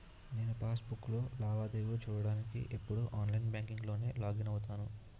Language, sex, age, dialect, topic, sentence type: Telugu, male, 18-24, Utterandhra, banking, statement